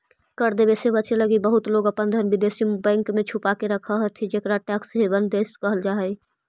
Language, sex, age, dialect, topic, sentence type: Magahi, female, 25-30, Central/Standard, banking, statement